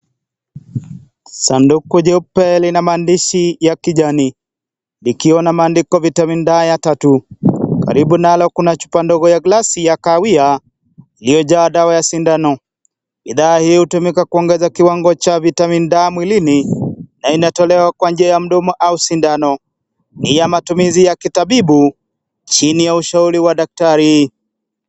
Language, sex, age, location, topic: Swahili, male, 25-35, Kisii, health